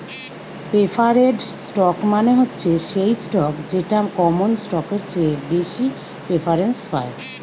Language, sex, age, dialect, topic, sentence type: Bengali, female, 46-50, Western, banking, statement